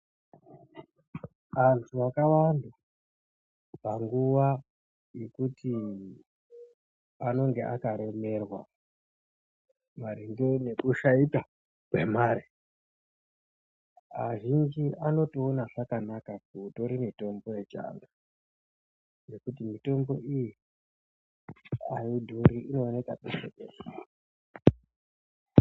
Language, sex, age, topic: Ndau, male, 36-49, health